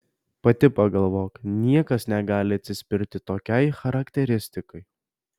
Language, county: Lithuanian, Alytus